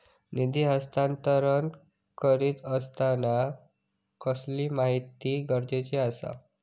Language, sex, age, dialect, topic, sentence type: Marathi, male, 41-45, Southern Konkan, banking, question